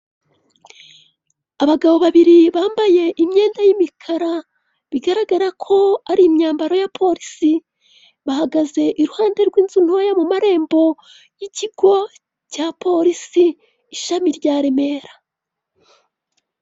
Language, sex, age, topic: Kinyarwanda, female, 36-49, government